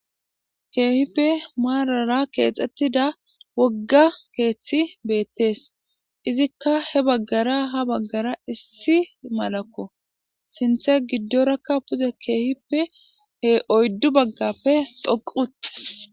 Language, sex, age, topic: Gamo, female, 18-24, government